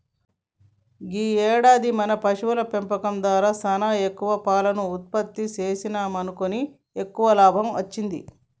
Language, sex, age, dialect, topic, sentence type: Telugu, female, 46-50, Telangana, agriculture, statement